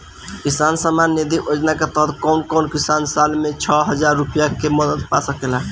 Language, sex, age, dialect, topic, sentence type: Bhojpuri, female, 18-24, Northern, agriculture, question